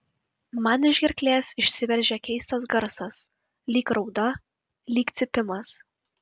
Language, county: Lithuanian, Kaunas